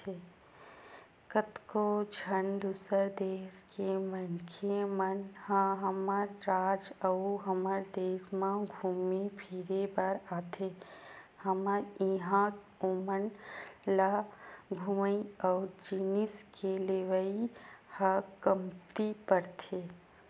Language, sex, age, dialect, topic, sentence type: Chhattisgarhi, female, 25-30, Western/Budati/Khatahi, banking, statement